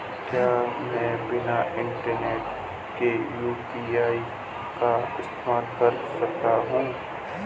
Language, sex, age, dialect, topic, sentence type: Hindi, male, 25-30, Marwari Dhudhari, banking, question